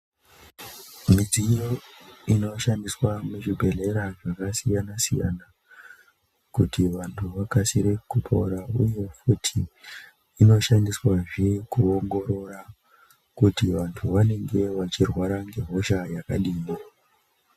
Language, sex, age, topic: Ndau, male, 25-35, health